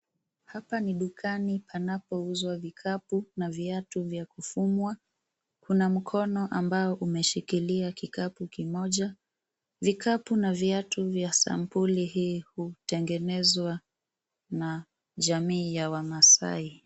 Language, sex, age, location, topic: Swahili, female, 25-35, Nairobi, finance